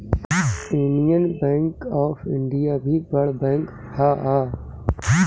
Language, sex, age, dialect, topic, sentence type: Bhojpuri, male, 31-35, Northern, banking, statement